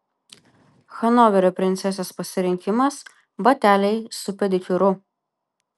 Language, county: Lithuanian, Vilnius